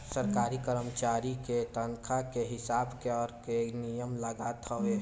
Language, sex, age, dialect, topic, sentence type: Bhojpuri, male, 18-24, Northern, banking, statement